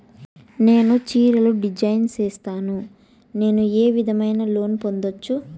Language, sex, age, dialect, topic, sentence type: Telugu, female, 25-30, Southern, banking, question